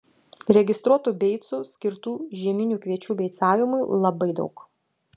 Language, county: Lithuanian, Utena